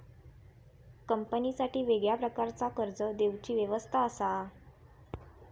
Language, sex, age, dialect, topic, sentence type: Marathi, female, 25-30, Southern Konkan, banking, statement